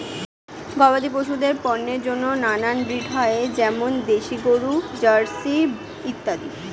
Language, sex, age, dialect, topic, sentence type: Bengali, female, 60-100, Standard Colloquial, agriculture, statement